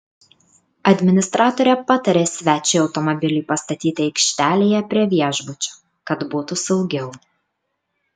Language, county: Lithuanian, Kaunas